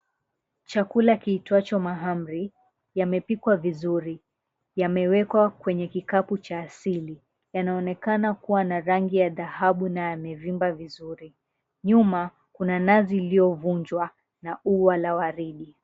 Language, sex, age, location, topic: Swahili, female, 18-24, Mombasa, agriculture